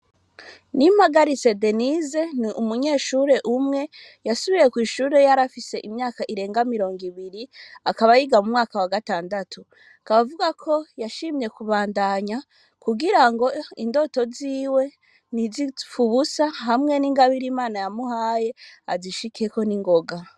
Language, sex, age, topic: Rundi, female, 25-35, education